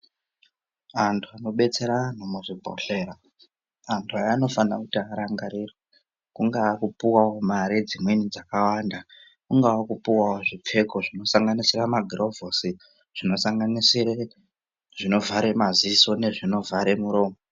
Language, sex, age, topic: Ndau, male, 18-24, health